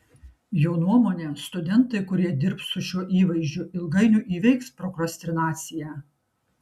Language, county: Lithuanian, Kaunas